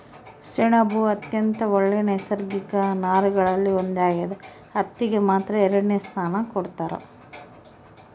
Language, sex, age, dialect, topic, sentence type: Kannada, female, 18-24, Central, agriculture, statement